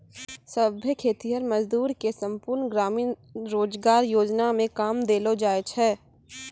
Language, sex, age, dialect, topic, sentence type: Maithili, female, 18-24, Angika, banking, statement